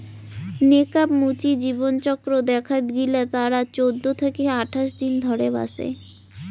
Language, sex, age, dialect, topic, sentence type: Bengali, female, 18-24, Rajbangshi, agriculture, statement